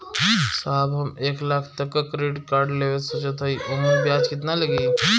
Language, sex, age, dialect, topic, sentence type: Bhojpuri, male, 25-30, Western, banking, question